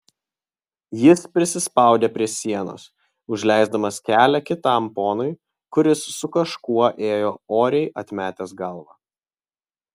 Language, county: Lithuanian, Vilnius